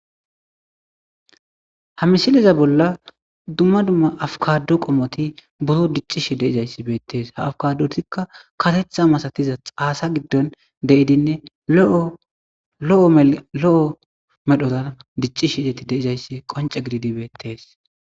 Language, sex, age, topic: Gamo, male, 18-24, agriculture